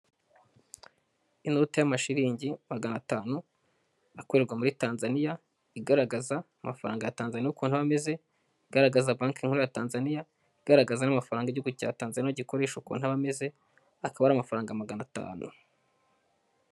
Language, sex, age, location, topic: Kinyarwanda, male, 18-24, Huye, finance